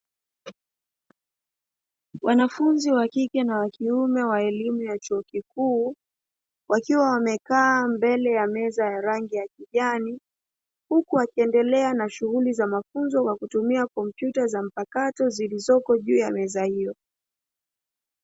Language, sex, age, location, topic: Swahili, female, 25-35, Dar es Salaam, education